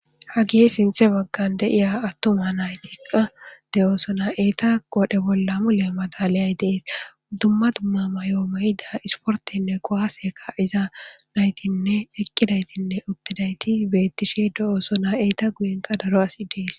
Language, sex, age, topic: Gamo, female, 18-24, government